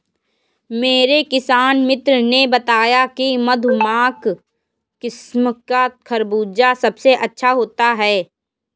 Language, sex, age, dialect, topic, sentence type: Hindi, female, 18-24, Kanauji Braj Bhasha, agriculture, statement